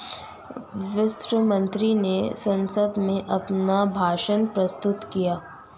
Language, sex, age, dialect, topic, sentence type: Hindi, female, 18-24, Hindustani Malvi Khadi Boli, banking, statement